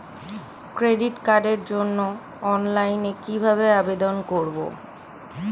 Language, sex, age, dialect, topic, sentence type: Bengali, female, 18-24, Standard Colloquial, banking, question